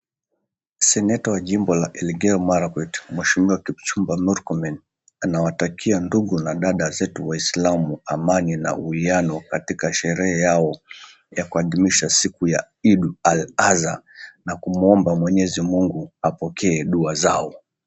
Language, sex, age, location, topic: Swahili, male, 25-35, Mombasa, government